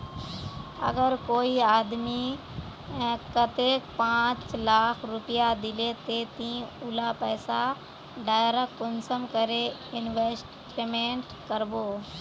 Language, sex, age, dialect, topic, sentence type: Magahi, female, 25-30, Northeastern/Surjapuri, banking, question